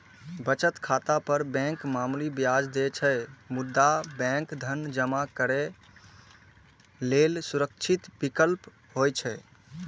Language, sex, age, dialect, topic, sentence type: Maithili, male, 18-24, Eastern / Thethi, banking, statement